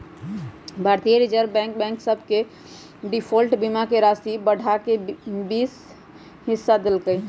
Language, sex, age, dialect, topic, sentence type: Magahi, female, 25-30, Western, banking, statement